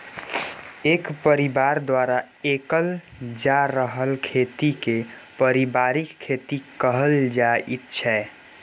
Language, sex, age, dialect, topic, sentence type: Maithili, female, 60-100, Bajjika, agriculture, statement